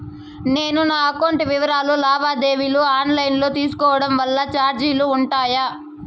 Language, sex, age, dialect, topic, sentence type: Telugu, female, 18-24, Southern, banking, question